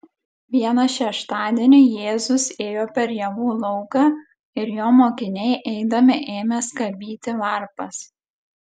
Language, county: Lithuanian, Klaipėda